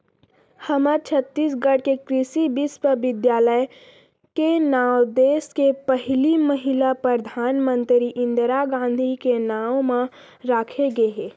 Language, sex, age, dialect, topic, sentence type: Chhattisgarhi, male, 25-30, Central, agriculture, statement